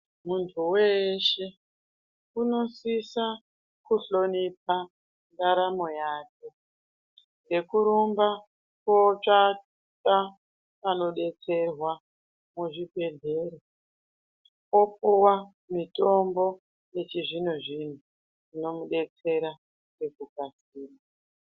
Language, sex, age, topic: Ndau, female, 36-49, health